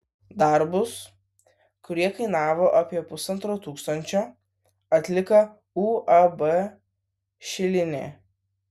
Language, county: Lithuanian, Vilnius